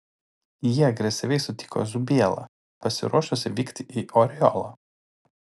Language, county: Lithuanian, Utena